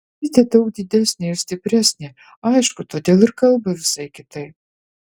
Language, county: Lithuanian, Utena